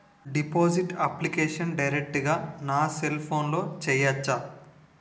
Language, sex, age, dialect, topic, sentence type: Telugu, male, 18-24, Utterandhra, banking, question